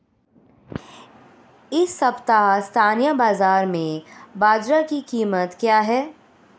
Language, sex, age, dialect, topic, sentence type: Hindi, female, 25-30, Marwari Dhudhari, agriculture, question